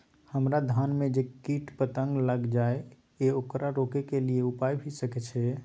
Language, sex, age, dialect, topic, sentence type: Maithili, male, 18-24, Bajjika, agriculture, question